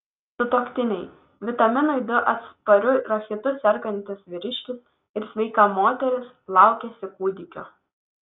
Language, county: Lithuanian, Telšiai